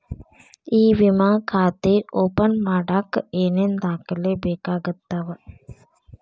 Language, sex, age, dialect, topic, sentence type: Kannada, female, 18-24, Dharwad Kannada, banking, statement